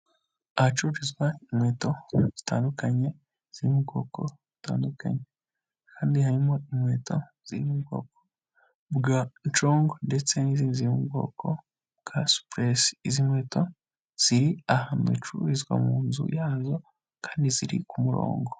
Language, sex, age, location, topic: Kinyarwanda, male, 25-35, Kigali, finance